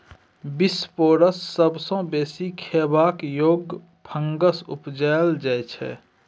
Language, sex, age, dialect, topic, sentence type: Maithili, male, 31-35, Bajjika, agriculture, statement